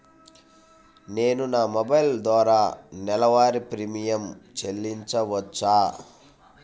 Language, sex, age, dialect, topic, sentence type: Telugu, male, 25-30, Central/Coastal, banking, question